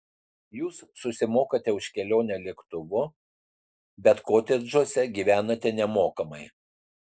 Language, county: Lithuanian, Utena